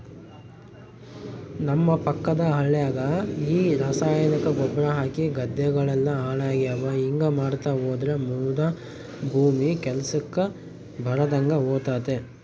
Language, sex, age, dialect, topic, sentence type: Kannada, male, 25-30, Central, agriculture, statement